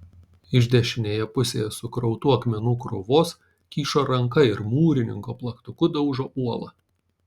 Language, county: Lithuanian, Panevėžys